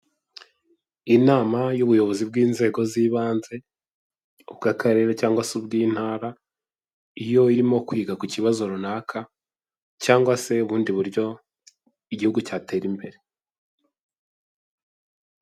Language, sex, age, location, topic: Kinyarwanda, male, 18-24, Kigali, government